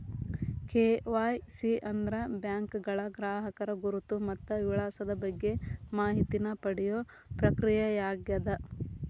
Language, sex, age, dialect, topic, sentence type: Kannada, female, 36-40, Dharwad Kannada, banking, statement